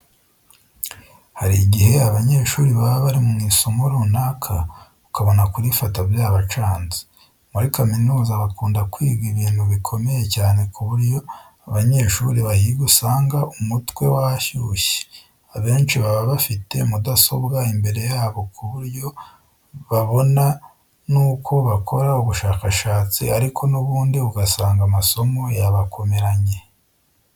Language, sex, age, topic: Kinyarwanda, male, 25-35, education